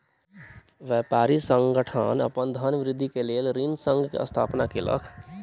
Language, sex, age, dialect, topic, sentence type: Maithili, male, 18-24, Southern/Standard, banking, statement